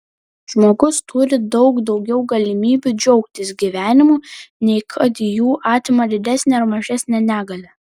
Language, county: Lithuanian, Panevėžys